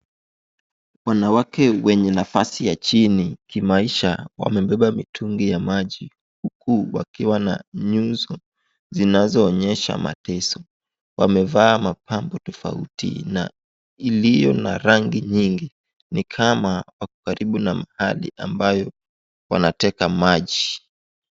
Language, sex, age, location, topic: Swahili, male, 18-24, Wajir, health